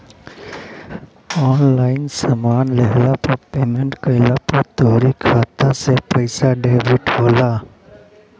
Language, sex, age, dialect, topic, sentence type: Bhojpuri, male, 18-24, Northern, banking, statement